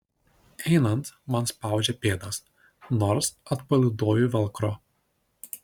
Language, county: Lithuanian, Šiauliai